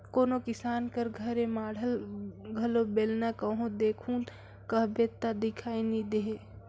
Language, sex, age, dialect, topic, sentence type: Chhattisgarhi, female, 18-24, Northern/Bhandar, agriculture, statement